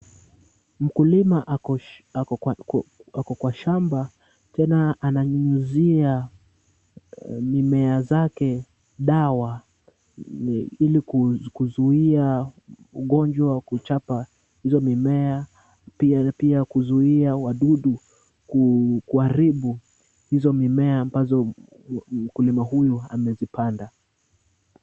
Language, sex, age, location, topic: Swahili, male, 18-24, Kisumu, health